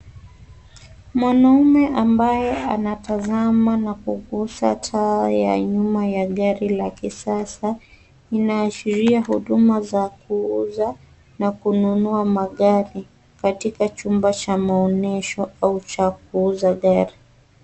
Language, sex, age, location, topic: Swahili, female, 25-35, Nairobi, finance